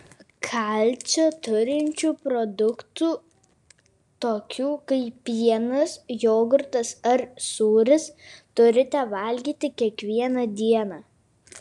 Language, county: Lithuanian, Kaunas